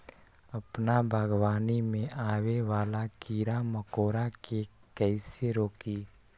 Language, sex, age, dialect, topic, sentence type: Magahi, male, 25-30, Western, agriculture, question